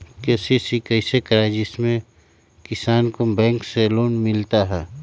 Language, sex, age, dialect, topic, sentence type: Magahi, male, 36-40, Western, agriculture, question